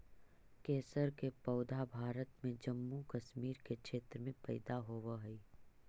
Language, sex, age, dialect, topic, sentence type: Magahi, female, 36-40, Central/Standard, agriculture, statement